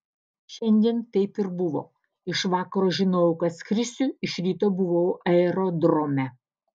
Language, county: Lithuanian, Alytus